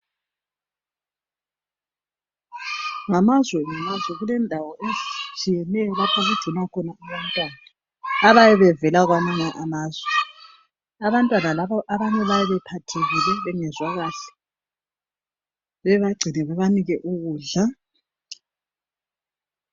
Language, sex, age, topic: North Ndebele, male, 25-35, health